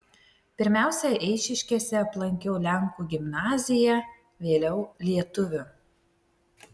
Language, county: Lithuanian, Vilnius